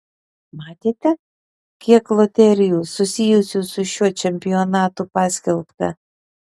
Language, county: Lithuanian, Panevėžys